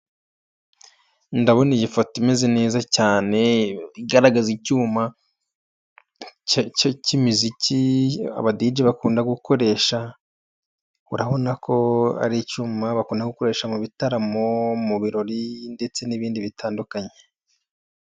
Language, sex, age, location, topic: Kinyarwanda, male, 25-35, Huye, health